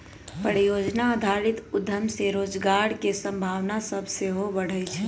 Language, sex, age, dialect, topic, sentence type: Magahi, male, 18-24, Western, banking, statement